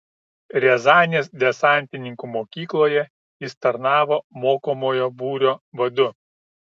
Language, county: Lithuanian, Kaunas